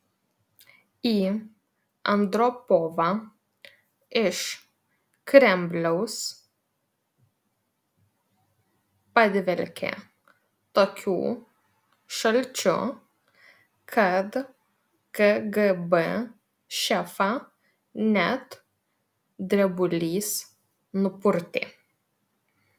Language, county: Lithuanian, Vilnius